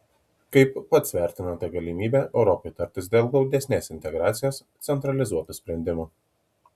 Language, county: Lithuanian, Kaunas